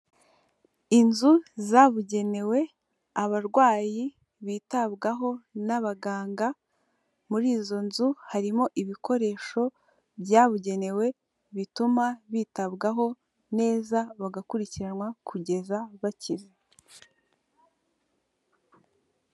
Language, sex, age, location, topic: Kinyarwanda, female, 18-24, Kigali, health